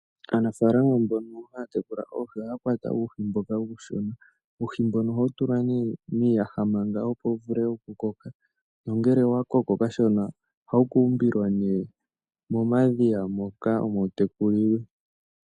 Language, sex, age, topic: Oshiwambo, male, 25-35, agriculture